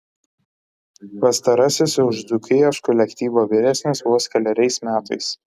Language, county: Lithuanian, Kaunas